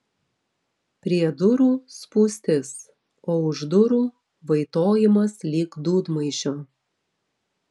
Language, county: Lithuanian, Telšiai